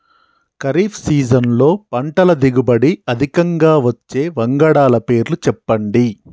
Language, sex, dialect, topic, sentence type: Telugu, male, Telangana, agriculture, question